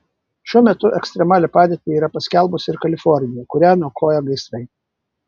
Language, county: Lithuanian, Vilnius